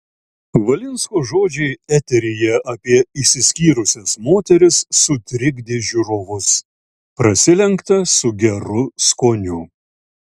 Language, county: Lithuanian, Šiauliai